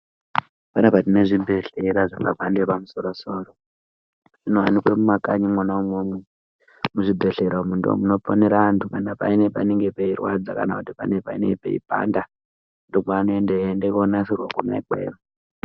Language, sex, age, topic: Ndau, male, 18-24, health